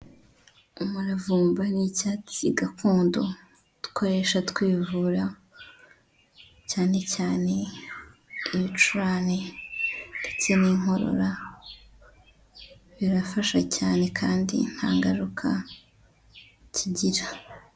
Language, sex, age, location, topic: Kinyarwanda, female, 25-35, Huye, health